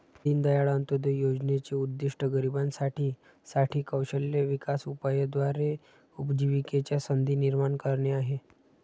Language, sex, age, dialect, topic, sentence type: Marathi, male, 31-35, Standard Marathi, banking, statement